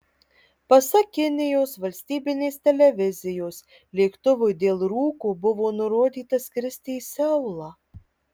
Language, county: Lithuanian, Marijampolė